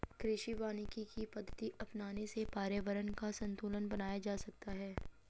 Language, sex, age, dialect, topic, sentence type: Hindi, female, 25-30, Hindustani Malvi Khadi Boli, agriculture, statement